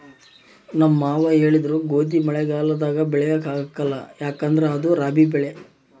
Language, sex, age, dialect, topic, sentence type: Kannada, male, 18-24, Central, agriculture, statement